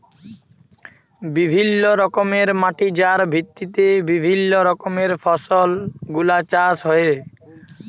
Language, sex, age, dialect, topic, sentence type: Bengali, male, 18-24, Jharkhandi, agriculture, statement